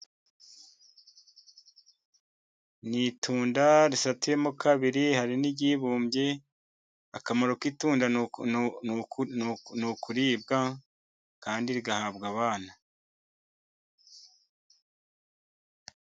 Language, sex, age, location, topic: Kinyarwanda, male, 50+, Musanze, agriculture